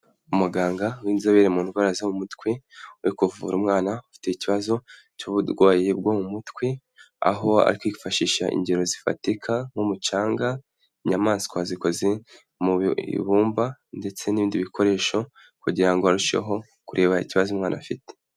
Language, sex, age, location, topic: Kinyarwanda, male, 18-24, Kigali, health